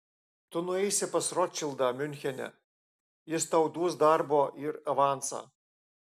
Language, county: Lithuanian, Alytus